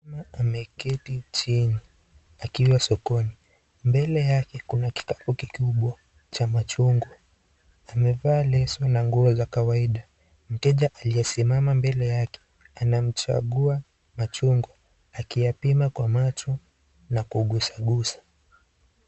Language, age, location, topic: Swahili, 18-24, Kisii, finance